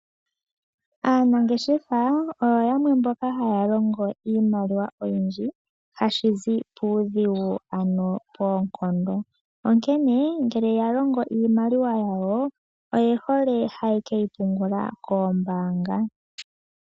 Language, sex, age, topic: Oshiwambo, male, 18-24, finance